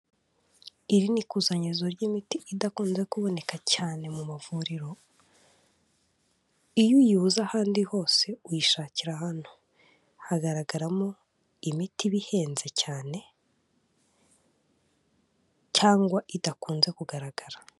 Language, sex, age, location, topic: Kinyarwanda, female, 18-24, Kigali, health